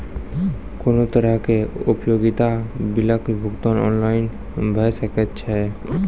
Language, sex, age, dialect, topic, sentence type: Maithili, male, 18-24, Angika, banking, question